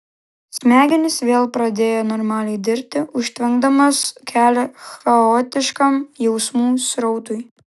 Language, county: Lithuanian, Klaipėda